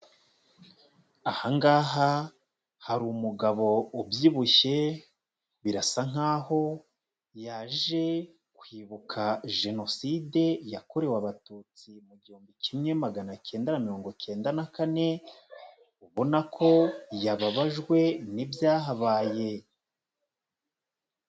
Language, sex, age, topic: Kinyarwanda, male, 25-35, health